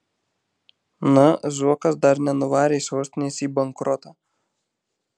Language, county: Lithuanian, Marijampolė